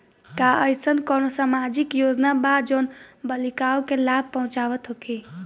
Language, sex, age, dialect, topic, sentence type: Bhojpuri, female, <18, Southern / Standard, banking, statement